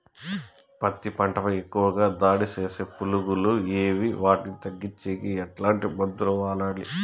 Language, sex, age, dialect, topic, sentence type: Telugu, male, 31-35, Southern, agriculture, question